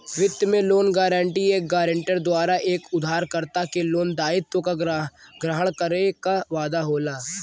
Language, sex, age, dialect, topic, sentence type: Bhojpuri, male, <18, Western, banking, statement